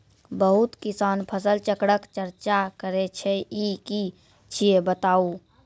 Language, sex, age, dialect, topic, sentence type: Maithili, female, 56-60, Angika, agriculture, question